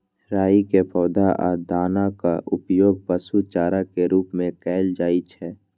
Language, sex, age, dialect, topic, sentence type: Maithili, male, 25-30, Eastern / Thethi, agriculture, statement